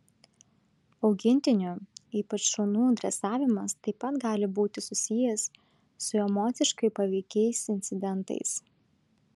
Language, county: Lithuanian, Šiauliai